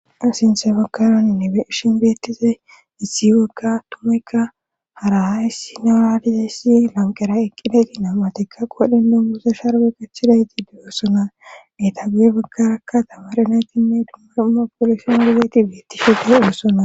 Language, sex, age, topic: Gamo, female, 18-24, government